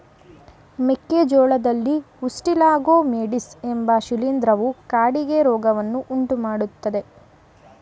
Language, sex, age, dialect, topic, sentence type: Kannada, female, 18-24, Mysore Kannada, agriculture, statement